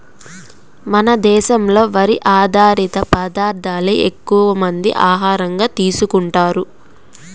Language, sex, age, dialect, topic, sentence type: Telugu, female, 18-24, Central/Coastal, agriculture, statement